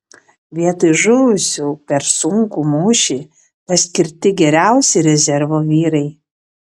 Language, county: Lithuanian, Panevėžys